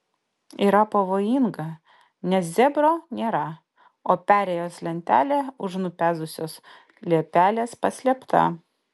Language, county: Lithuanian, Vilnius